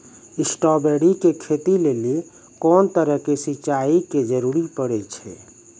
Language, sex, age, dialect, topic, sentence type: Maithili, male, 41-45, Angika, agriculture, question